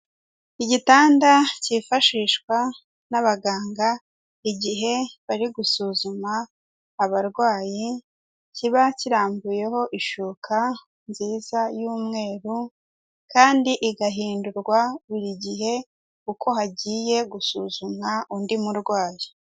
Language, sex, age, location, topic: Kinyarwanda, female, 18-24, Kigali, health